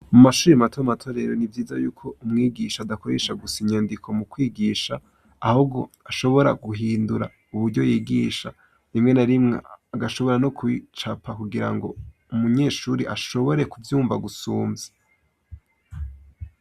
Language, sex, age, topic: Rundi, male, 18-24, education